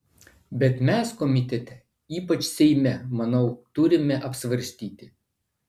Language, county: Lithuanian, Vilnius